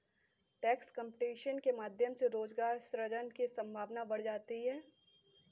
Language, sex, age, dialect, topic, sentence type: Hindi, female, 18-24, Kanauji Braj Bhasha, banking, statement